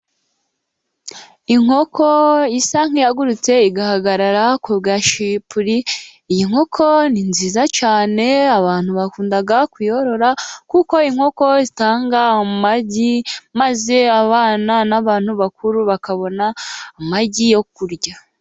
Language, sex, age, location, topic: Kinyarwanda, female, 18-24, Musanze, agriculture